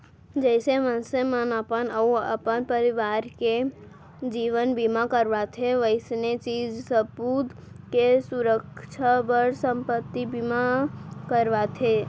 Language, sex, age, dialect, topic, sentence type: Chhattisgarhi, female, 18-24, Central, banking, statement